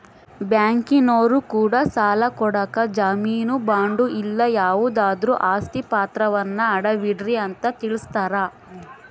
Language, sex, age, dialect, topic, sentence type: Kannada, female, 18-24, Central, banking, statement